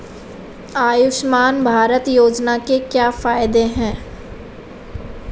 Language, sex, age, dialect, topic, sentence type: Hindi, female, 18-24, Marwari Dhudhari, banking, question